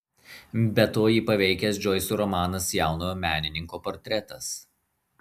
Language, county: Lithuanian, Marijampolė